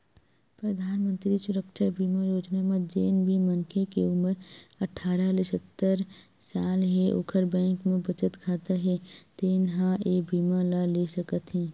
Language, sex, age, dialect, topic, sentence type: Chhattisgarhi, female, 18-24, Western/Budati/Khatahi, banking, statement